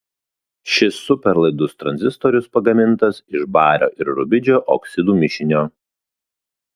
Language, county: Lithuanian, Kaunas